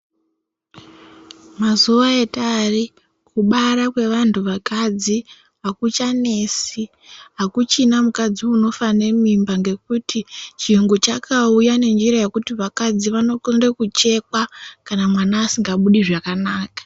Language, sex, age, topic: Ndau, female, 18-24, health